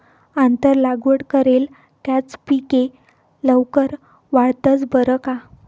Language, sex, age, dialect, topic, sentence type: Marathi, female, 56-60, Northern Konkan, agriculture, statement